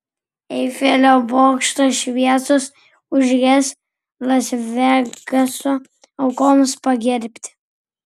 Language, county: Lithuanian, Vilnius